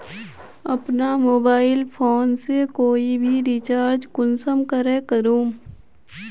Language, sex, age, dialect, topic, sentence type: Magahi, female, 25-30, Northeastern/Surjapuri, banking, question